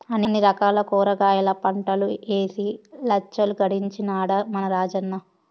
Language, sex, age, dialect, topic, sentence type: Telugu, female, 18-24, Southern, agriculture, statement